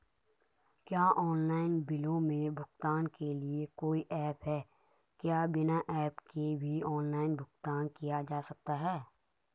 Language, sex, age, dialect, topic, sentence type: Hindi, male, 18-24, Garhwali, banking, question